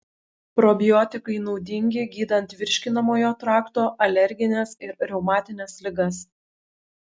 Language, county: Lithuanian, Šiauliai